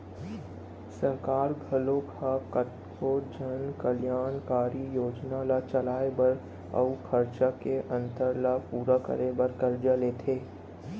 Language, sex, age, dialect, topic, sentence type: Chhattisgarhi, male, 18-24, Central, banking, statement